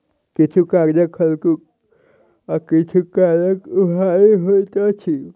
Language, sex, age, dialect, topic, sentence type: Maithili, male, 60-100, Southern/Standard, agriculture, statement